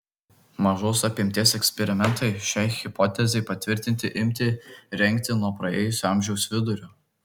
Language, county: Lithuanian, Kaunas